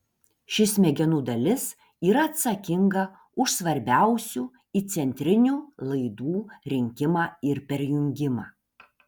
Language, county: Lithuanian, Panevėžys